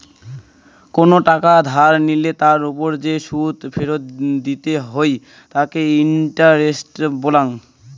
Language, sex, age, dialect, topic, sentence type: Bengali, male, <18, Rajbangshi, banking, statement